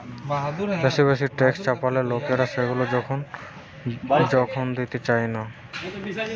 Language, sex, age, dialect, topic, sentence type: Bengali, male, 18-24, Western, banking, statement